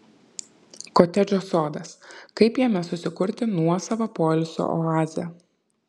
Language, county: Lithuanian, Kaunas